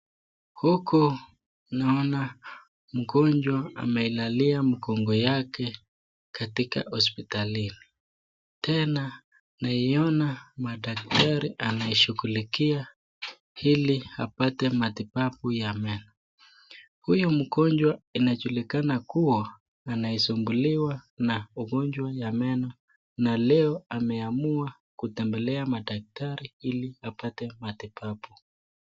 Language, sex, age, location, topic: Swahili, male, 25-35, Nakuru, health